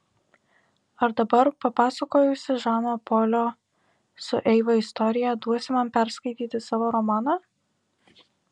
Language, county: Lithuanian, Alytus